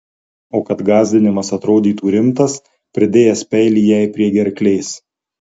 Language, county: Lithuanian, Marijampolė